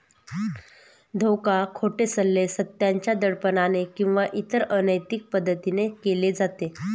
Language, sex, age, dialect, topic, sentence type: Marathi, female, 31-35, Northern Konkan, banking, statement